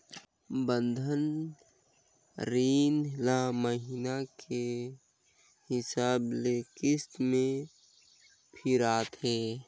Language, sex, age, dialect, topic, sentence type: Chhattisgarhi, male, 56-60, Northern/Bhandar, banking, statement